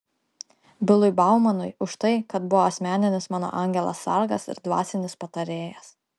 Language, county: Lithuanian, Klaipėda